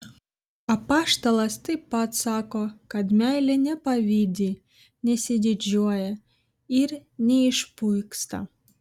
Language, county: Lithuanian, Vilnius